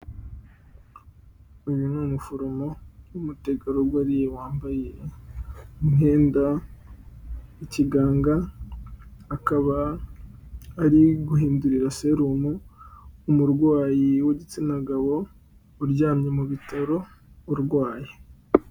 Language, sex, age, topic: Kinyarwanda, male, 18-24, health